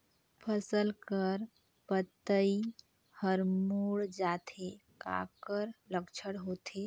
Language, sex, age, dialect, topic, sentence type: Chhattisgarhi, female, 18-24, Northern/Bhandar, agriculture, question